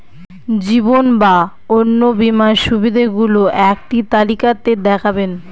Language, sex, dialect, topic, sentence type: Bengali, female, Northern/Varendri, banking, question